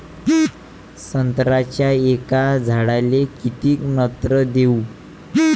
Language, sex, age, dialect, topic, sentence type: Marathi, male, 18-24, Varhadi, agriculture, question